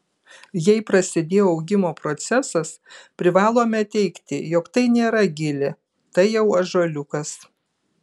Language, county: Lithuanian, Kaunas